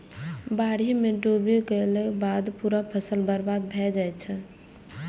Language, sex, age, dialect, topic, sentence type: Maithili, female, 18-24, Eastern / Thethi, agriculture, statement